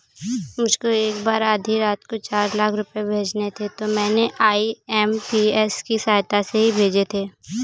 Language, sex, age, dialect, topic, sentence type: Hindi, female, 18-24, Kanauji Braj Bhasha, banking, statement